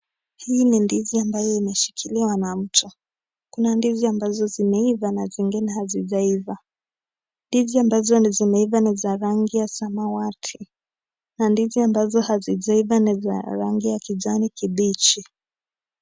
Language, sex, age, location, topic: Swahili, male, 18-24, Nakuru, agriculture